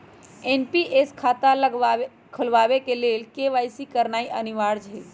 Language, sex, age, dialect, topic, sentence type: Magahi, female, 25-30, Western, banking, statement